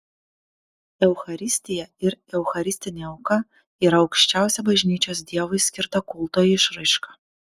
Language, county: Lithuanian, Panevėžys